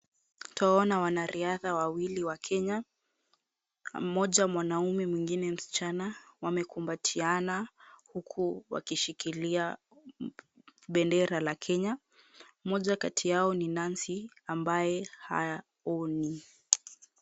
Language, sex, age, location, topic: Swahili, female, 50+, Kisumu, education